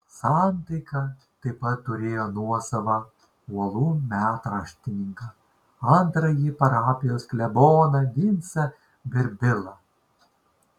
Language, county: Lithuanian, Šiauliai